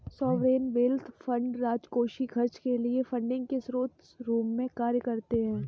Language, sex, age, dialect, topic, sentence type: Hindi, female, 18-24, Kanauji Braj Bhasha, banking, statement